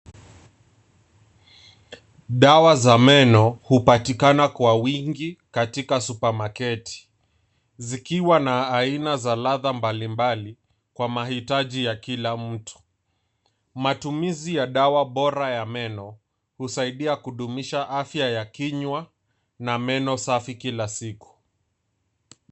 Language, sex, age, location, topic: Swahili, male, 18-24, Nairobi, finance